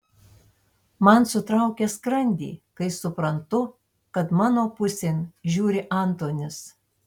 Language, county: Lithuanian, Tauragė